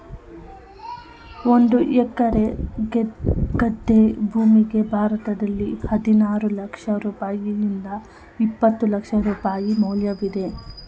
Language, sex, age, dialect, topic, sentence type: Kannada, female, 25-30, Mysore Kannada, agriculture, statement